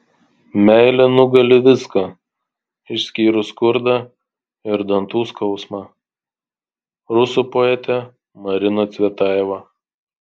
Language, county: Lithuanian, Tauragė